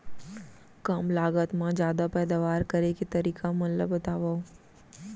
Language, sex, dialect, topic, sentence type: Chhattisgarhi, female, Central, agriculture, question